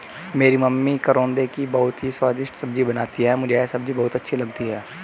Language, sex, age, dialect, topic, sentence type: Hindi, male, 18-24, Hindustani Malvi Khadi Boli, agriculture, statement